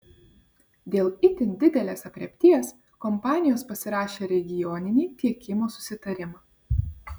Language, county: Lithuanian, Vilnius